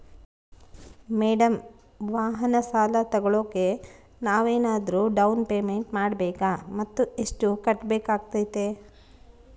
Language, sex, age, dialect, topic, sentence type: Kannada, female, 36-40, Central, banking, question